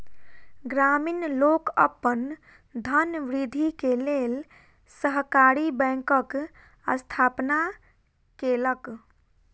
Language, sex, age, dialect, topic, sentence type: Maithili, female, 18-24, Southern/Standard, banking, statement